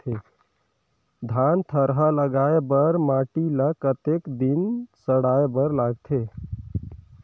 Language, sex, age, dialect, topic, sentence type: Chhattisgarhi, male, 18-24, Northern/Bhandar, agriculture, question